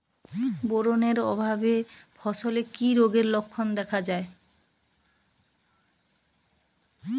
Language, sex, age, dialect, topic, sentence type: Bengali, female, 31-35, Northern/Varendri, agriculture, question